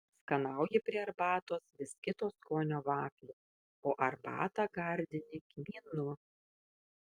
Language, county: Lithuanian, Kaunas